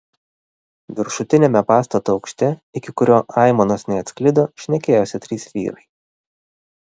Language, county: Lithuanian, Vilnius